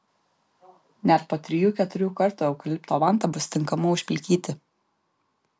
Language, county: Lithuanian, Kaunas